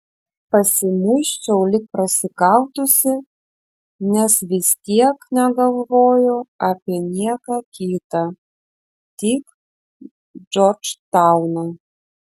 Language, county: Lithuanian, Vilnius